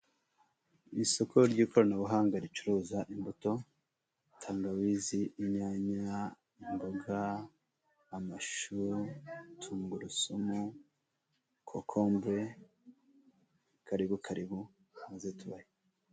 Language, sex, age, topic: Kinyarwanda, male, 36-49, finance